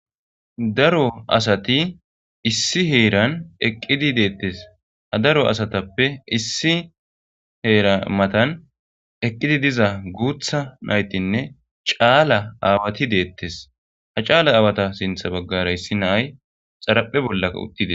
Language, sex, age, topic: Gamo, male, 18-24, government